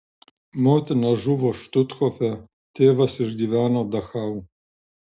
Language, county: Lithuanian, Šiauliai